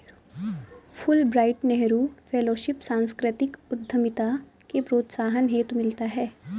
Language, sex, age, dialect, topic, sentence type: Hindi, female, 18-24, Awadhi Bundeli, banking, statement